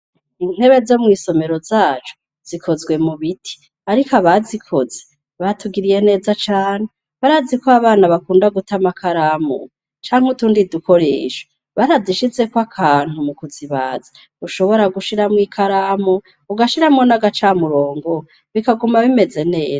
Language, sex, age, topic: Rundi, female, 36-49, education